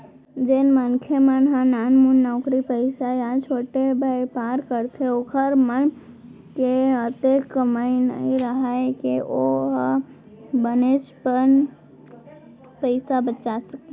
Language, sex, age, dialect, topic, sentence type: Chhattisgarhi, female, 18-24, Central, banking, statement